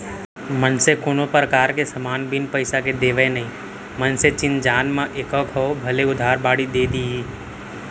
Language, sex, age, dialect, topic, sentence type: Chhattisgarhi, male, 18-24, Central, banking, statement